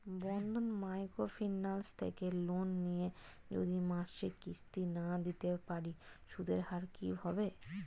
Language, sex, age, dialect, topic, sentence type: Bengali, female, 25-30, Standard Colloquial, banking, question